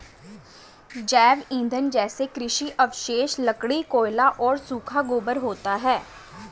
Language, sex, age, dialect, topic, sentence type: Hindi, female, 18-24, Hindustani Malvi Khadi Boli, agriculture, statement